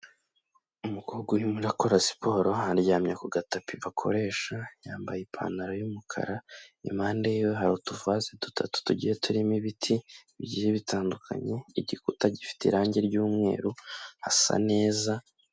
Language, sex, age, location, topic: Kinyarwanda, male, 18-24, Kigali, health